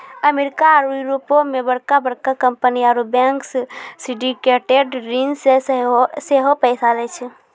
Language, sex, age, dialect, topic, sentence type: Maithili, female, 18-24, Angika, banking, statement